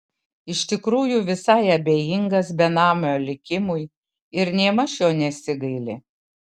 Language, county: Lithuanian, Kaunas